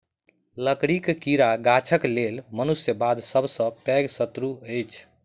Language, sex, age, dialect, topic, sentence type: Maithili, male, 25-30, Southern/Standard, agriculture, statement